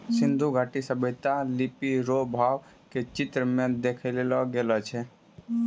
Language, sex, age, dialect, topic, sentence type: Maithili, male, 18-24, Angika, agriculture, statement